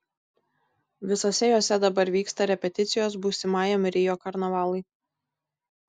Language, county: Lithuanian, Tauragė